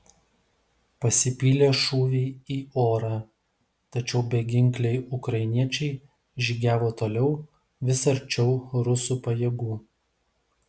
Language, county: Lithuanian, Vilnius